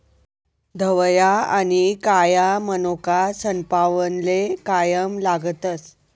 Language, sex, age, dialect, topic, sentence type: Marathi, male, 18-24, Northern Konkan, agriculture, statement